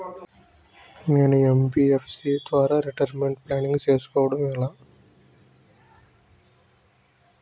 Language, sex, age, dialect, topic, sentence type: Telugu, male, 25-30, Utterandhra, banking, question